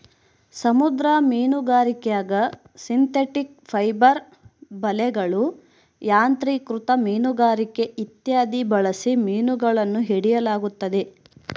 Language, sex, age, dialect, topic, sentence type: Kannada, female, 25-30, Central, agriculture, statement